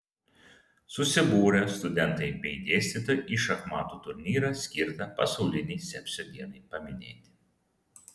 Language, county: Lithuanian, Vilnius